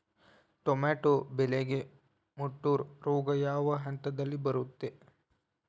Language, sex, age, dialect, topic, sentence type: Kannada, male, 18-24, Dharwad Kannada, agriculture, question